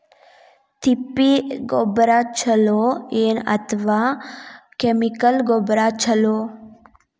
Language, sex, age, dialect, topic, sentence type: Kannada, female, 18-24, Dharwad Kannada, agriculture, question